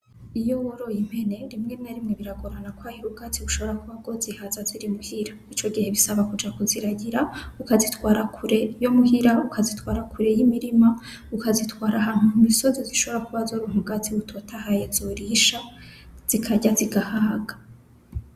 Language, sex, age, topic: Rundi, female, 25-35, agriculture